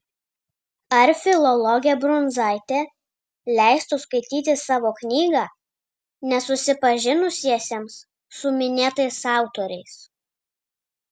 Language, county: Lithuanian, Vilnius